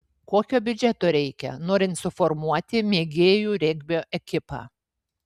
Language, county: Lithuanian, Vilnius